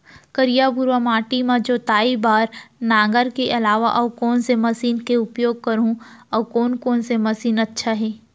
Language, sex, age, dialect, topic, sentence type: Chhattisgarhi, female, 31-35, Central, agriculture, question